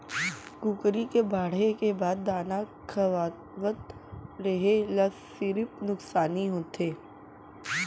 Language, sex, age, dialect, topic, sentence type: Chhattisgarhi, female, 18-24, Central, agriculture, statement